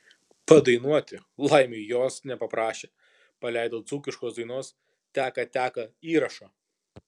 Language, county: Lithuanian, Kaunas